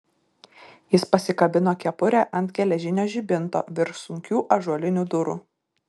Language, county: Lithuanian, Šiauliai